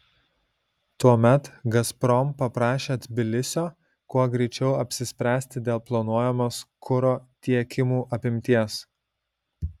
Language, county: Lithuanian, Šiauliai